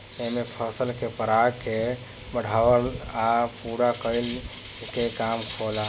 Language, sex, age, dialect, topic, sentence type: Bhojpuri, male, 18-24, Southern / Standard, agriculture, statement